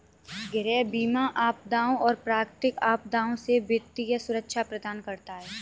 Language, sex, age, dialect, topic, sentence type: Hindi, female, 18-24, Kanauji Braj Bhasha, banking, statement